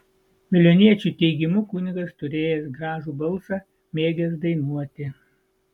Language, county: Lithuanian, Vilnius